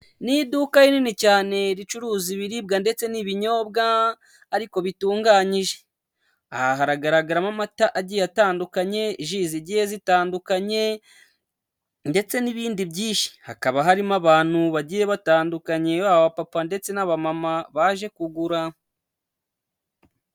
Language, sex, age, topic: Kinyarwanda, male, 25-35, finance